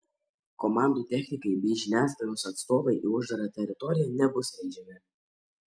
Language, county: Lithuanian, Kaunas